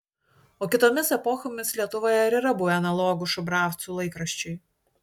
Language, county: Lithuanian, Utena